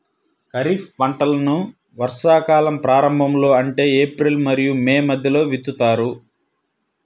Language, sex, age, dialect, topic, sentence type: Telugu, male, 31-35, Central/Coastal, agriculture, statement